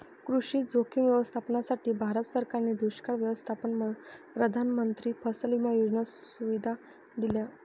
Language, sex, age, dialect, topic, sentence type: Marathi, female, 51-55, Northern Konkan, agriculture, statement